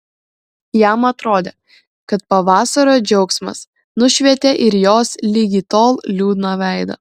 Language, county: Lithuanian, Kaunas